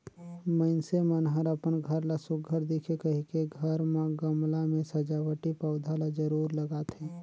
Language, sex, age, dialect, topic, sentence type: Chhattisgarhi, male, 36-40, Northern/Bhandar, agriculture, statement